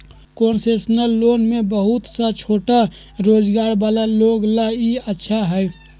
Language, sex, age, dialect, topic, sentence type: Magahi, male, 18-24, Western, banking, statement